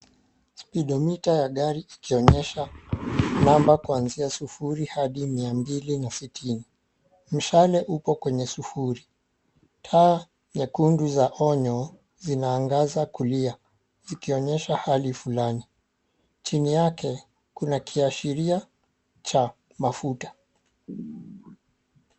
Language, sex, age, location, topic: Swahili, male, 36-49, Mombasa, finance